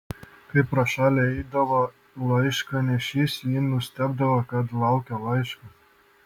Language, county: Lithuanian, Šiauliai